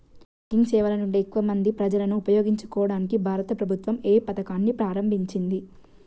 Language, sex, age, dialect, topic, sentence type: Telugu, female, 18-24, Telangana, agriculture, question